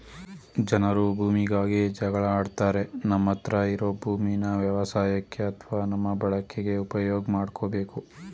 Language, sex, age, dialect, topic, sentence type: Kannada, male, 18-24, Mysore Kannada, agriculture, statement